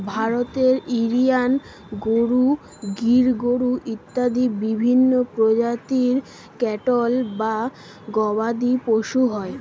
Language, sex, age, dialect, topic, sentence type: Bengali, male, 36-40, Standard Colloquial, agriculture, statement